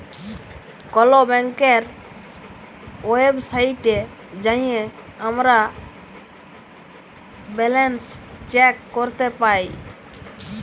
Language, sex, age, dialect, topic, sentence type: Bengali, male, 18-24, Jharkhandi, banking, statement